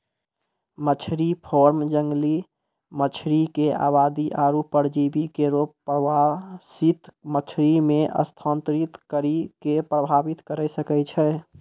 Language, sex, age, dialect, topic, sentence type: Maithili, male, 18-24, Angika, agriculture, statement